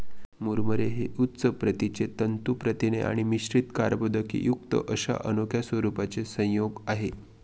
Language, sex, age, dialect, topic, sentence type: Marathi, male, 25-30, Northern Konkan, agriculture, statement